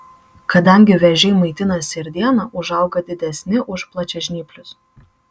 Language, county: Lithuanian, Marijampolė